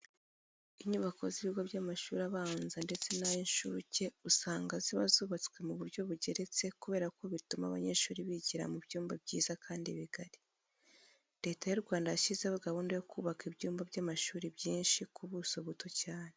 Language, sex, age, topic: Kinyarwanda, female, 25-35, education